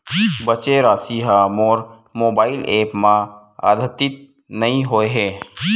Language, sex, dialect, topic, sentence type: Chhattisgarhi, male, Western/Budati/Khatahi, banking, statement